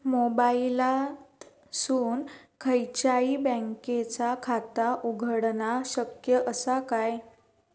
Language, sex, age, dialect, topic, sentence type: Marathi, female, 18-24, Southern Konkan, banking, question